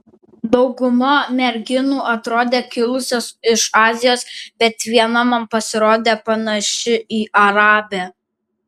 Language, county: Lithuanian, Vilnius